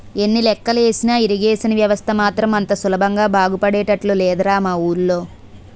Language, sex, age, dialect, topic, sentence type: Telugu, female, 18-24, Utterandhra, agriculture, statement